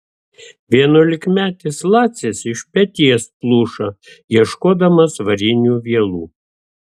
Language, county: Lithuanian, Vilnius